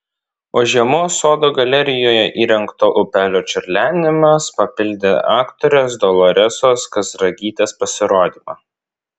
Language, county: Lithuanian, Vilnius